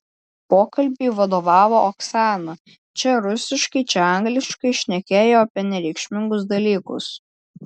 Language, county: Lithuanian, Klaipėda